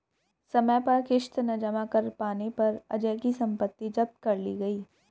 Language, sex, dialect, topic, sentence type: Hindi, female, Hindustani Malvi Khadi Boli, banking, statement